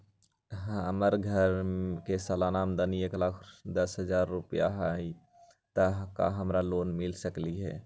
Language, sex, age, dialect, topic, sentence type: Magahi, male, 41-45, Western, banking, question